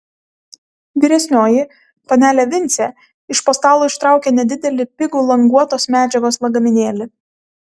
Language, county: Lithuanian, Kaunas